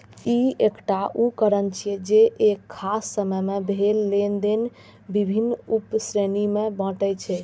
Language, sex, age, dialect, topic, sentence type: Maithili, female, 46-50, Eastern / Thethi, banking, statement